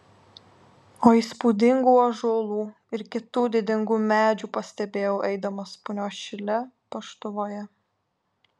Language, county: Lithuanian, Alytus